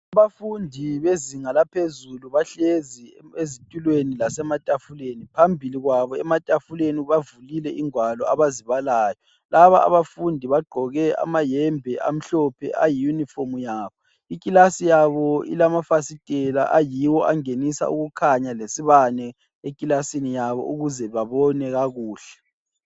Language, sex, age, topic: North Ndebele, male, 25-35, health